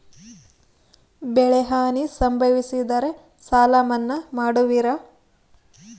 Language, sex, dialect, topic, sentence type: Kannada, female, Central, banking, question